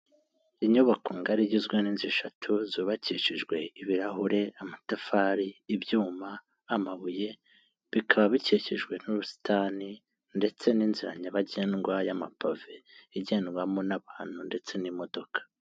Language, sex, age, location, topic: Kinyarwanda, male, 18-24, Kigali, health